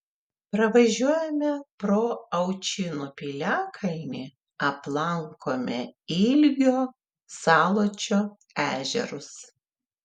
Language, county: Lithuanian, Klaipėda